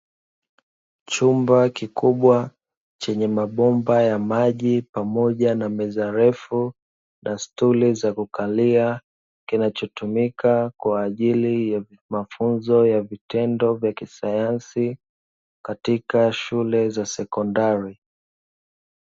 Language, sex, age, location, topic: Swahili, male, 25-35, Dar es Salaam, education